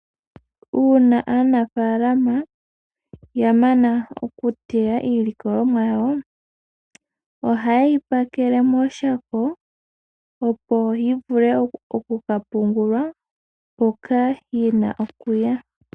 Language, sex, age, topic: Oshiwambo, female, 18-24, agriculture